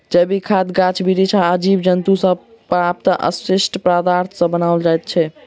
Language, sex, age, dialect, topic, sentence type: Maithili, male, 36-40, Southern/Standard, agriculture, statement